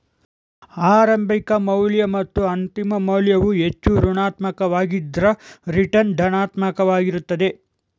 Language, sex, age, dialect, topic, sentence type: Kannada, male, 18-24, Mysore Kannada, banking, statement